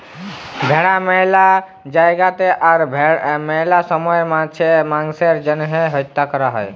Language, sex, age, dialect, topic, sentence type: Bengali, male, 18-24, Jharkhandi, agriculture, statement